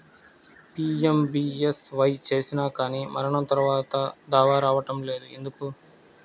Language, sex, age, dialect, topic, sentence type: Telugu, male, 25-30, Central/Coastal, banking, question